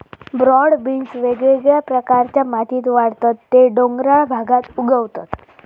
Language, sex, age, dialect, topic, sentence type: Marathi, female, 36-40, Southern Konkan, agriculture, statement